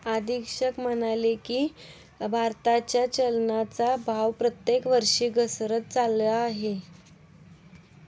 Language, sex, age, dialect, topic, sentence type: Marathi, female, 18-24, Standard Marathi, banking, statement